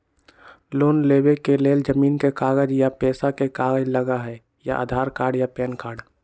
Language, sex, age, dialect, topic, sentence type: Magahi, male, 18-24, Western, banking, question